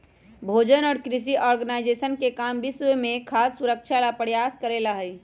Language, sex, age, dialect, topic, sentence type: Magahi, female, 18-24, Western, agriculture, statement